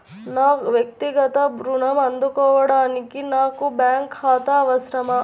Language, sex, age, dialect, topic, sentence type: Telugu, female, 41-45, Central/Coastal, banking, question